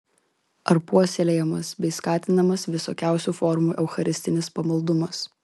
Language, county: Lithuanian, Vilnius